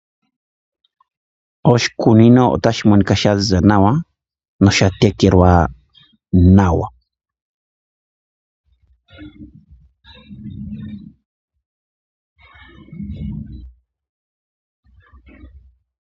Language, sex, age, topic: Oshiwambo, male, 25-35, agriculture